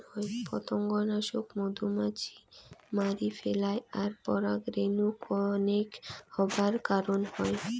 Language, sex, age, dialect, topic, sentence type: Bengali, female, 18-24, Rajbangshi, agriculture, statement